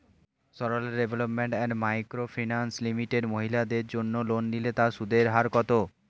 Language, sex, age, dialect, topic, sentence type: Bengali, male, 18-24, Standard Colloquial, banking, question